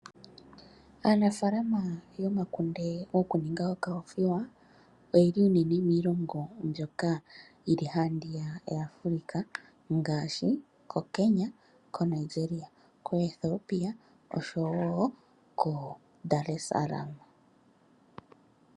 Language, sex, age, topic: Oshiwambo, female, 25-35, agriculture